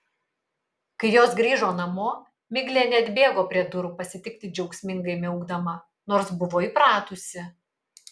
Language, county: Lithuanian, Kaunas